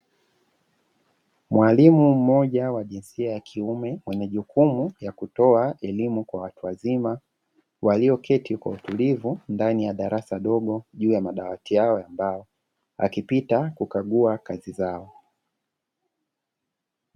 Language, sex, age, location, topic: Swahili, male, 25-35, Dar es Salaam, education